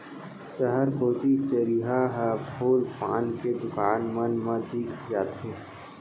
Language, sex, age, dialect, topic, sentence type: Chhattisgarhi, male, 18-24, Central, agriculture, statement